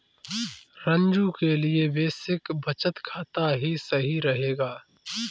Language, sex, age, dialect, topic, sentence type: Hindi, male, 25-30, Kanauji Braj Bhasha, banking, statement